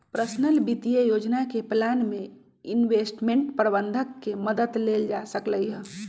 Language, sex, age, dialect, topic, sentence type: Magahi, female, 41-45, Western, banking, statement